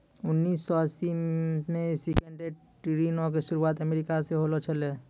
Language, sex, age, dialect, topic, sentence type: Maithili, male, 25-30, Angika, banking, statement